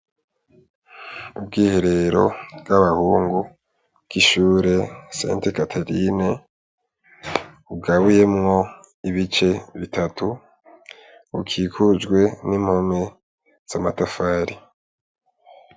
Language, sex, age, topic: Rundi, male, 18-24, education